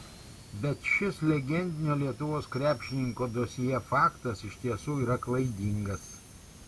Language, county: Lithuanian, Kaunas